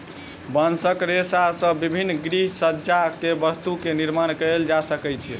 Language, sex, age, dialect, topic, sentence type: Maithili, male, 18-24, Southern/Standard, agriculture, statement